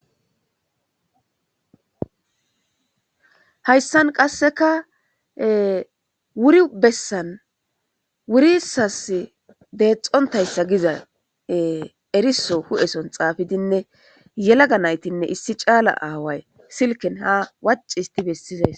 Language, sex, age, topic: Gamo, female, 25-35, government